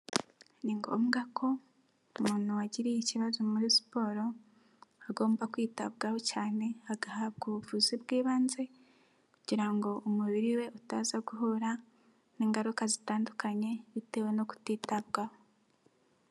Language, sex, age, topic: Kinyarwanda, female, 18-24, health